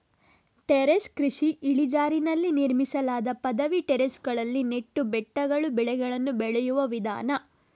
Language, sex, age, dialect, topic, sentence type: Kannada, female, 18-24, Coastal/Dakshin, agriculture, statement